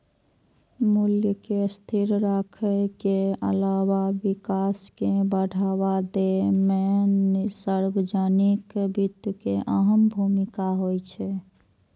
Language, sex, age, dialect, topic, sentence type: Maithili, female, 25-30, Eastern / Thethi, banking, statement